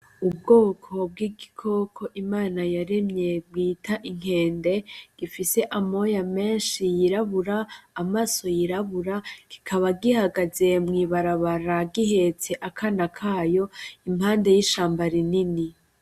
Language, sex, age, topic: Rundi, female, 18-24, agriculture